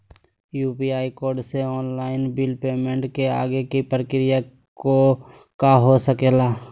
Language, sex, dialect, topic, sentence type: Magahi, male, Southern, banking, question